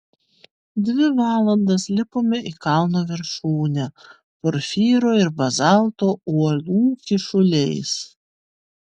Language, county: Lithuanian, Vilnius